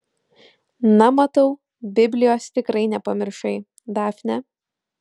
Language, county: Lithuanian, Utena